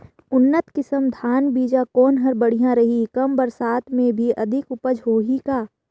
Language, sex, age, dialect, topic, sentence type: Chhattisgarhi, female, 31-35, Northern/Bhandar, agriculture, question